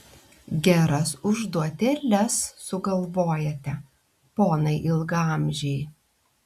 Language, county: Lithuanian, Klaipėda